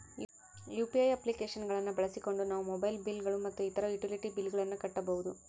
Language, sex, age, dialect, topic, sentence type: Kannada, female, 18-24, Central, banking, statement